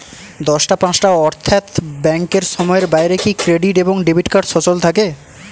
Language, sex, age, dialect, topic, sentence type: Bengali, male, 18-24, Northern/Varendri, banking, question